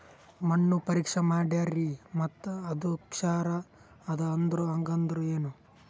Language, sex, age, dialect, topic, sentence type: Kannada, male, 18-24, Northeastern, agriculture, question